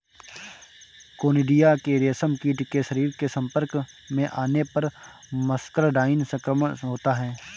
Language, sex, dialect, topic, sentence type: Hindi, male, Marwari Dhudhari, agriculture, statement